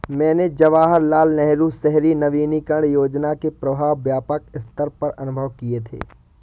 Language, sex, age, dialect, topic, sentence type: Hindi, male, 18-24, Awadhi Bundeli, banking, statement